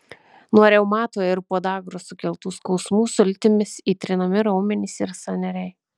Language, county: Lithuanian, Kaunas